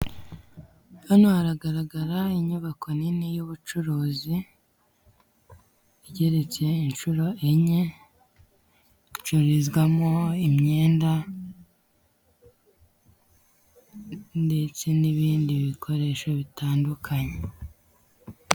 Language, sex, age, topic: Kinyarwanda, female, 18-24, finance